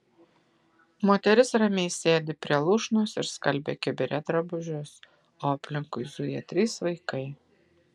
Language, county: Lithuanian, Utena